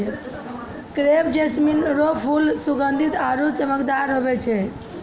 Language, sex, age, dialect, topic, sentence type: Maithili, female, 31-35, Angika, agriculture, statement